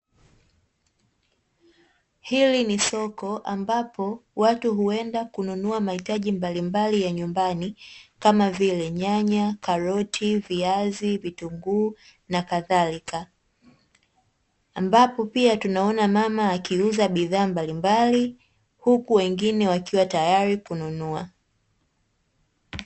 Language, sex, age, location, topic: Swahili, female, 18-24, Dar es Salaam, finance